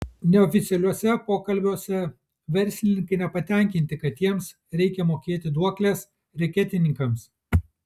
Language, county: Lithuanian, Kaunas